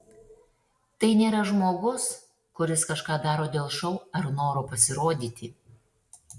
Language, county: Lithuanian, Šiauliai